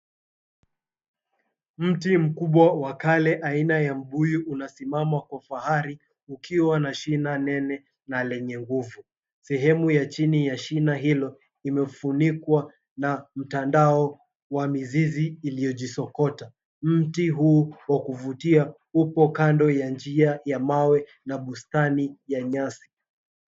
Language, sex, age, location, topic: Swahili, male, 25-35, Mombasa, government